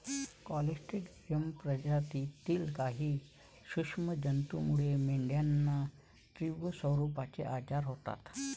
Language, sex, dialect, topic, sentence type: Marathi, male, Varhadi, agriculture, statement